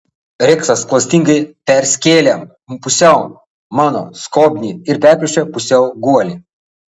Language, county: Lithuanian, Vilnius